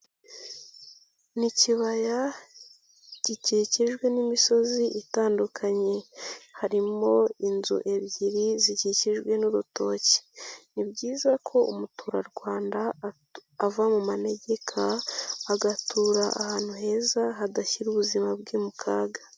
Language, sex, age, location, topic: Kinyarwanda, female, 18-24, Nyagatare, agriculture